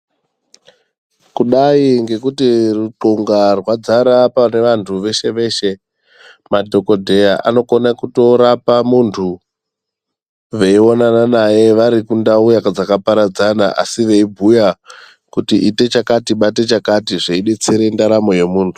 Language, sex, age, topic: Ndau, female, 18-24, health